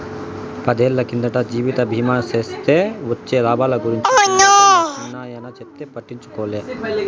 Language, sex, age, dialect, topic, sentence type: Telugu, male, 46-50, Southern, banking, statement